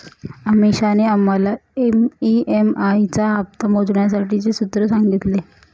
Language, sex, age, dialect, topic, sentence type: Marathi, female, 31-35, Northern Konkan, banking, statement